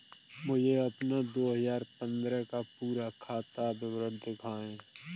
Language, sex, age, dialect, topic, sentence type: Hindi, male, 41-45, Kanauji Braj Bhasha, banking, question